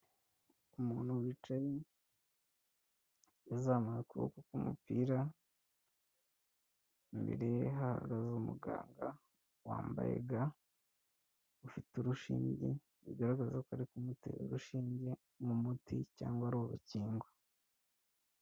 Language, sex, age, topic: Kinyarwanda, male, 25-35, health